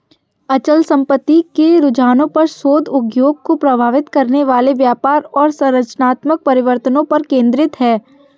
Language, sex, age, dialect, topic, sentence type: Hindi, female, 51-55, Kanauji Braj Bhasha, banking, statement